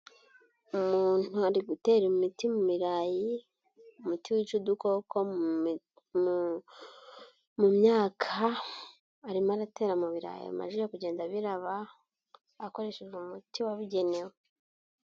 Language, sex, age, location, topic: Kinyarwanda, male, 25-35, Nyagatare, agriculture